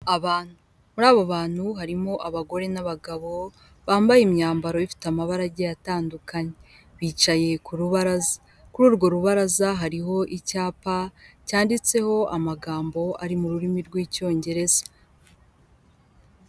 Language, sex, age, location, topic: Kinyarwanda, female, 18-24, Kigali, health